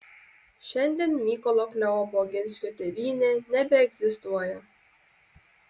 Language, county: Lithuanian, Kaunas